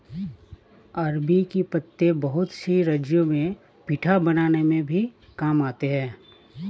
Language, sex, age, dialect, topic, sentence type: Hindi, male, 31-35, Awadhi Bundeli, agriculture, statement